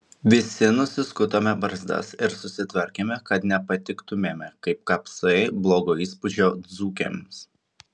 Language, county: Lithuanian, Šiauliai